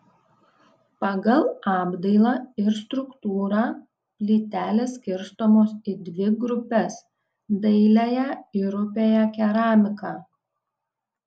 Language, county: Lithuanian, Kaunas